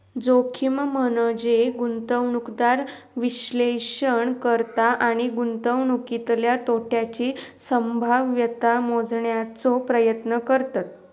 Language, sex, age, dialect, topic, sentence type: Marathi, female, 51-55, Southern Konkan, banking, statement